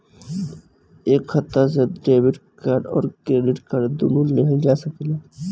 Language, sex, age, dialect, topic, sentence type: Bhojpuri, female, 18-24, Northern, banking, question